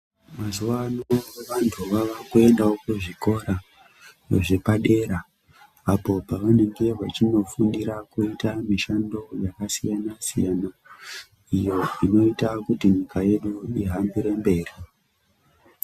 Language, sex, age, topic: Ndau, male, 18-24, education